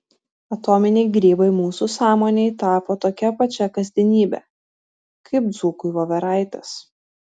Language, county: Lithuanian, Vilnius